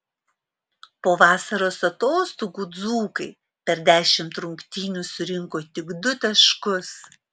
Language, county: Lithuanian, Vilnius